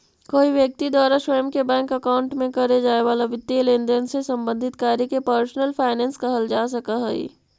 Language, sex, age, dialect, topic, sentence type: Magahi, female, 18-24, Central/Standard, banking, statement